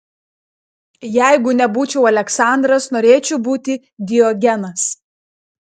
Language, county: Lithuanian, Klaipėda